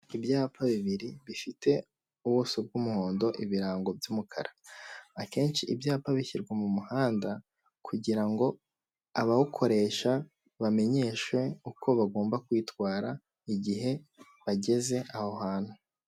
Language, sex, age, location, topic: Kinyarwanda, male, 18-24, Huye, government